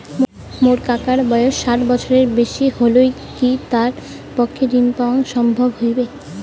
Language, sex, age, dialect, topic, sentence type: Bengali, female, 18-24, Rajbangshi, banking, statement